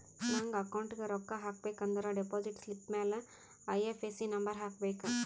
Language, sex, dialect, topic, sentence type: Kannada, female, Northeastern, banking, statement